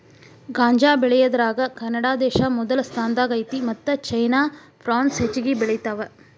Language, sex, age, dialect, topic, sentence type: Kannada, female, 31-35, Dharwad Kannada, agriculture, statement